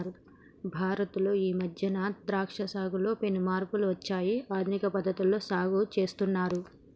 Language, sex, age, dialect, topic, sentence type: Telugu, male, 31-35, Telangana, agriculture, statement